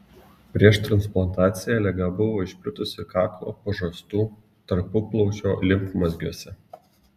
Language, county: Lithuanian, Klaipėda